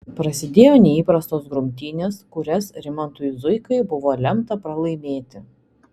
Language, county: Lithuanian, Telšiai